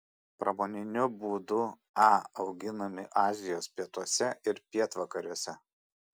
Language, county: Lithuanian, Šiauliai